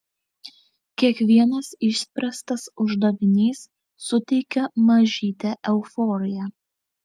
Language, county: Lithuanian, Alytus